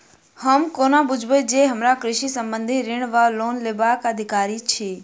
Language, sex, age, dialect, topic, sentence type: Maithili, female, 51-55, Southern/Standard, banking, question